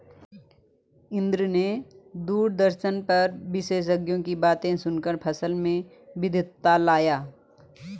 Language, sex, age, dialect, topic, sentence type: Hindi, female, 41-45, Garhwali, agriculture, statement